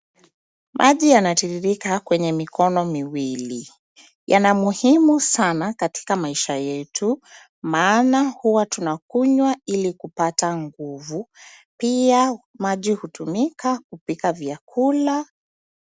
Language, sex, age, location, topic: Swahili, female, 25-35, Nairobi, government